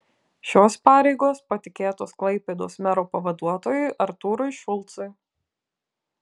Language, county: Lithuanian, Kaunas